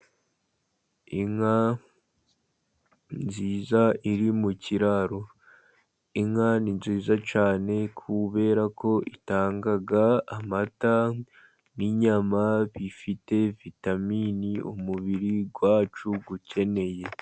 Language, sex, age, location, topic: Kinyarwanda, male, 50+, Musanze, agriculture